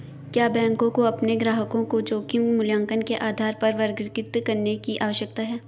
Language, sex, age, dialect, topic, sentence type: Hindi, male, 18-24, Hindustani Malvi Khadi Boli, banking, question